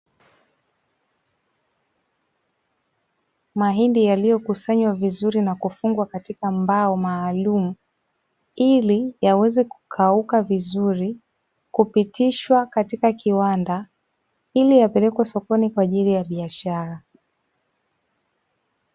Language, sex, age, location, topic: Swahili, female, 25-35, Dar es Salaam, agriculture